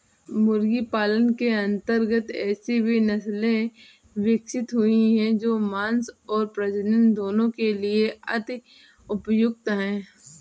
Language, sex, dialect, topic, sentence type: Hindi, female, Kanauji Braj Bhasha, agriculture, statement